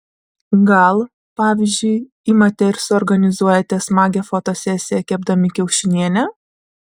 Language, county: Lithuanian, Vilnius